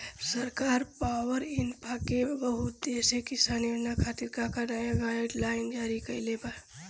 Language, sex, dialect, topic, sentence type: Bhojpuri, female, Southern / Standard, agriculture, question